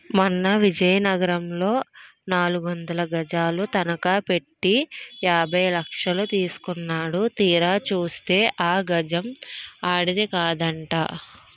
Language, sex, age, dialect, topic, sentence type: Telugu, female, 18-24, Utterandhra, banking, statement